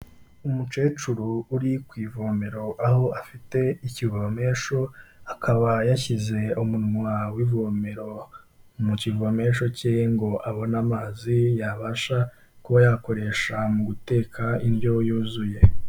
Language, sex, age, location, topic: Kinyarwanda, male, 18-24, Kigali, health